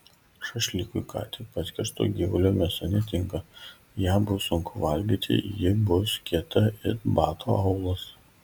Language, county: Lithuanian, Kaunas